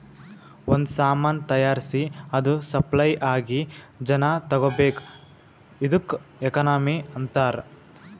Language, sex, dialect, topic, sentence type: Kannada, male, Northeastern, banking, statement